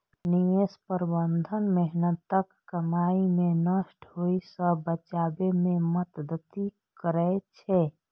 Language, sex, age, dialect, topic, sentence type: Maithili, female, 25-30, Eastern / Thethi, banking, statement